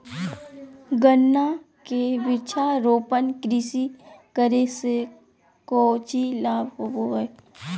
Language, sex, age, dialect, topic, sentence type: Magahi, female, 18-24, Southern, agriculture, statement